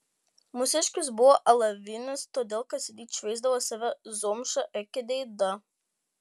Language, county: Lithuanian, Panevėžys